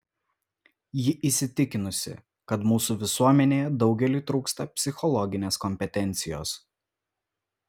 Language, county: Lithuanian, Vilnius